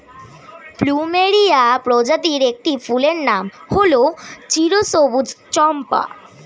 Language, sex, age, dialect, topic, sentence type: Bengali, male, <18, Standard Colloquial, agriculture, statement